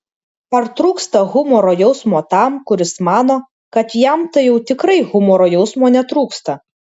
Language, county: Lithuanian, Vilnius